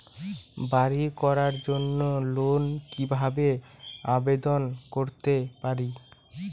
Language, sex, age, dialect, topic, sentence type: Bengali, male, 18-24, Rajbangshi, banking, question